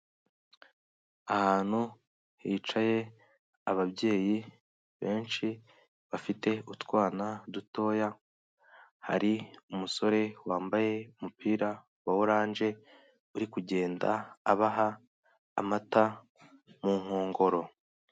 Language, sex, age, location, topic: Kinyarwanda, female, 18-24, Kigali, health